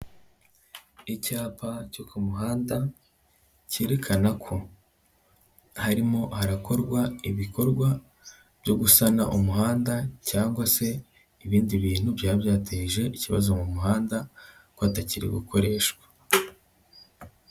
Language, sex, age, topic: Kinyarwanda, male, 18-24, government